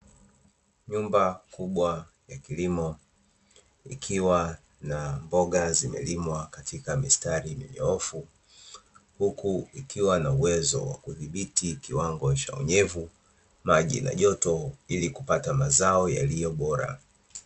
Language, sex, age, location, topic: Swahili, male, 25-35, Dar es Salaam, agriculture